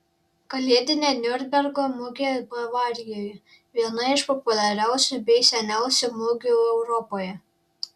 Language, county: Lithuanian, Šiauliai